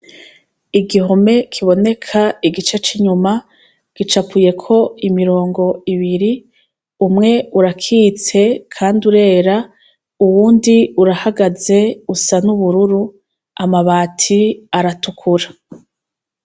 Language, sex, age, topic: Rundi, female, 36-49, education